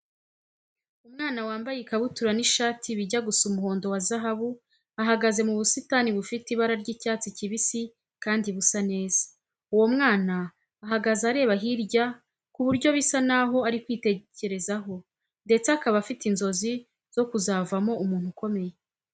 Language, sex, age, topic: Kinyarwanda, female, 25-35, education